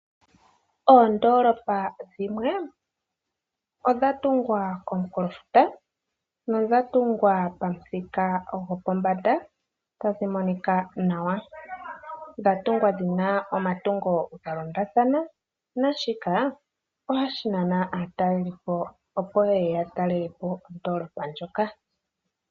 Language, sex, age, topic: Oshiwambo, male, 18-24, agriculture